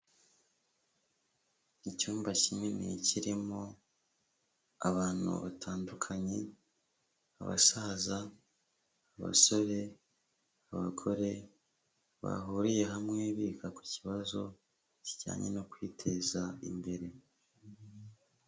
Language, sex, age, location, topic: Kinyarwanda, male, 25-35, Huye, health